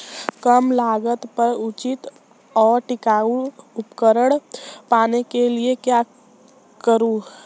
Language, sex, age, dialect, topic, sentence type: Hindi, male, 18-24, Marwari Dhudhari, agriculture, question